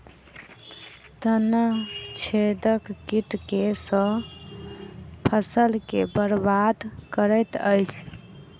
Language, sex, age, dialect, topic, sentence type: Maithili, female, 25-30, Southern/Standard, agriculture, question